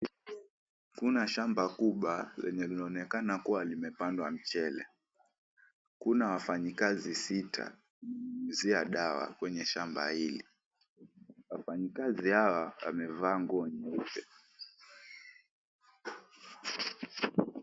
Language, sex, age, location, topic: Swahili, male, 18-24, Mombasa, health